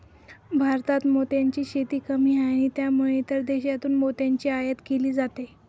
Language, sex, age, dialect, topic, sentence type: Marathi, female, 18-24, Northern Konkan, agriculture, statement